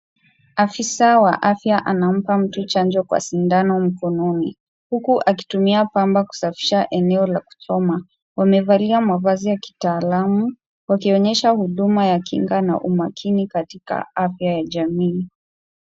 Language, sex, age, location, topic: Swahili, female, 36-49, Kisumu, health